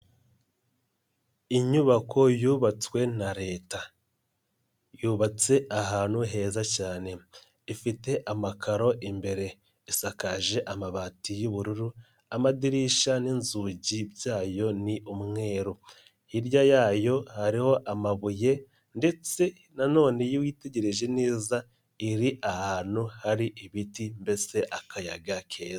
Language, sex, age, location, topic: Kinyarwanda, male, 25-35, Nyagatare, government